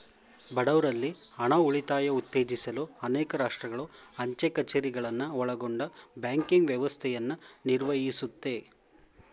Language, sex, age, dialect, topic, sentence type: Kannada, male, 25-30, Mysore Kannada, banking, statement